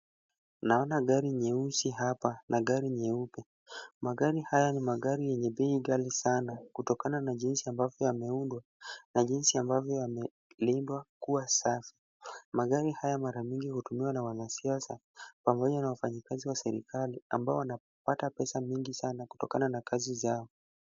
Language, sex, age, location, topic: Swahili, male, 18-24, Kisumu, finance